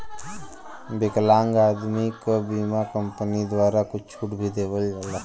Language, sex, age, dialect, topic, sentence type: Bhojpuri, male, 25-30, Western, banking, statement